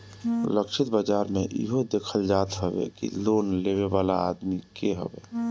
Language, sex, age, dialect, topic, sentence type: Bhojpuri, male, 36-40, Northern, banking, statement